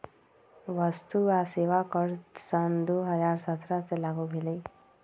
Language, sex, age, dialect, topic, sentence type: Magahi, female, 25-30, Western, banking, statement